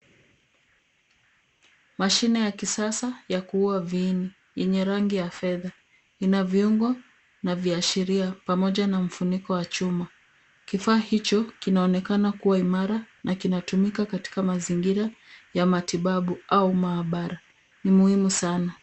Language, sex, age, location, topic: Swahili, female, 25-35, Nairobi, health